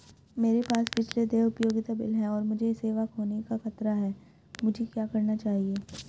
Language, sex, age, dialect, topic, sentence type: Hindi, female, 18-24, Hindustani Malvi Khadi Boli, banking, question